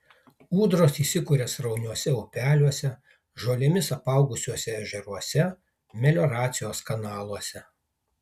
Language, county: Lithuanian, Kaunas